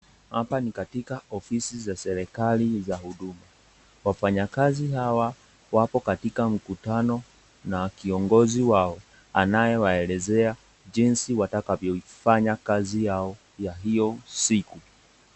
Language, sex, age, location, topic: Swahili, male, 18-24, Nakuru, government